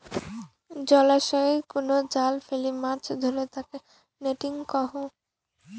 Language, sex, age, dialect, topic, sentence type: Bengali, female, <18, Rajbangshi, agriculture, statement